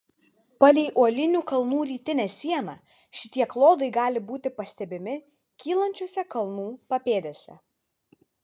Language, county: Lithuanian, Vilnius